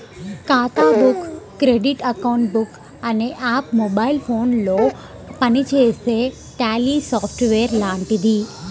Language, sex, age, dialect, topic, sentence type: Telugu, female, 18-24, Central/Coastal, banking, statement